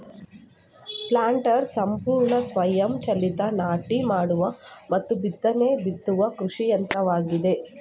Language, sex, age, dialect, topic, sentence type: Kannada, female, 25-30, Mysore Kannada, agriculture, statement